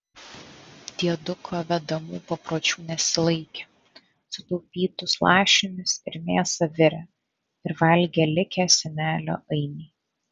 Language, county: Lithuanian, Vilnius